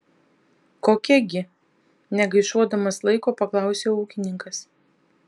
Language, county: Lithuanian, Vilnius